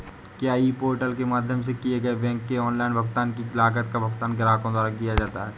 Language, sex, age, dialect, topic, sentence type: Hindi, male, 18-24, Awadhi Bundeli, banking, question